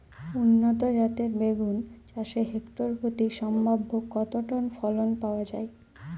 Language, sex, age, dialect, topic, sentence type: Bengali, female, 18-24, Jharkhandi, agriculture, question